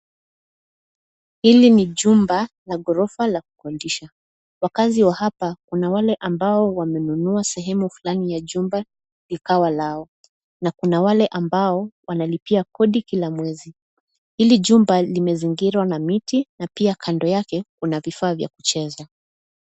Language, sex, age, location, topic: Swahili, female, 25-35, Nairobi, finance